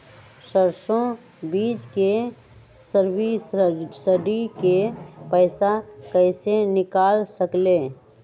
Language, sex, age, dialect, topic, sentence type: Magahi, female, 31-35, Western, banking, question